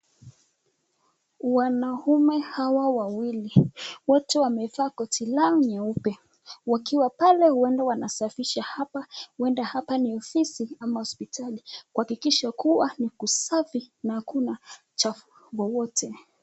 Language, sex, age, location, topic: Swahili, female, 25-35, Nakuru, health